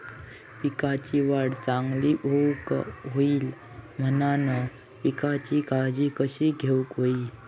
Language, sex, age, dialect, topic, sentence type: Marathi, male, 18-24, Southern Konkan, agriculture, question